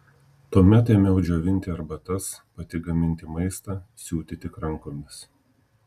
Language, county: Lithuanian, Telšiai